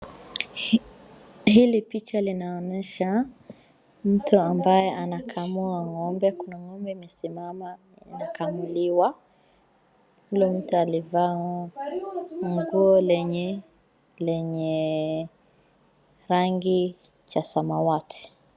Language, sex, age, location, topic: Swahili, female, 25-35, Wajir, agriculture